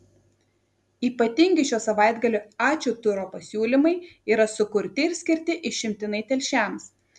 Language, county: Lithuanian, Kaunas